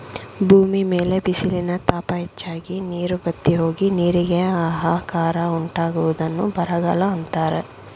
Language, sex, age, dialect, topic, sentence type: Kannada, female, 56-60, Mysore Kannada, agriculture, statement